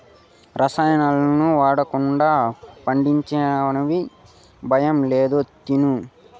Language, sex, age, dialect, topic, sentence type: Telugu, male, 18-24, Southern, agriculture, statement